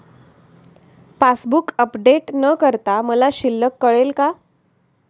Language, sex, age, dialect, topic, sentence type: Marathi, female, 36-40, Standard Marathi, banking, question